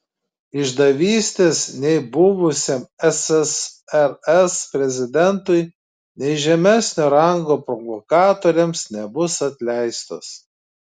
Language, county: Lithuanian, Klaipėda